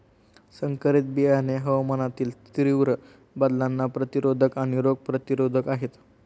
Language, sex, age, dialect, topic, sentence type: Marathi, male, 18-24, Standard Marathi, agriculture, statement